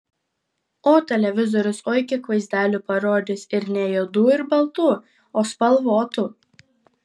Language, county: Lithuanian, Vilnius